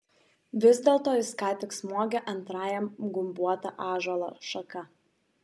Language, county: Lithuanian, Šiauliai